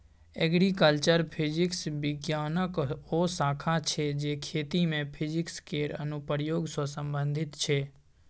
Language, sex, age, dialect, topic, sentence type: Maithili, male, 18-24, Bajjika, agriculture, statement